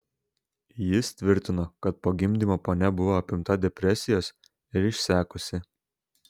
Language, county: Lithuanian, Šiauliai